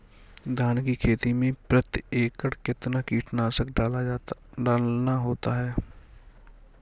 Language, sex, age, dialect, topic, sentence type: Hindi, male, 60-100, Kanauji Braj Bhasha, agriculture, question